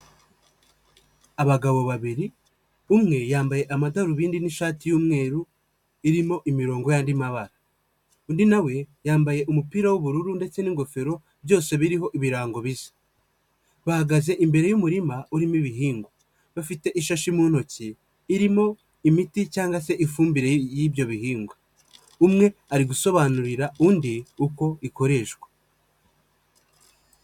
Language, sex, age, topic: Kinyarwanda, male, 25-35, agriculture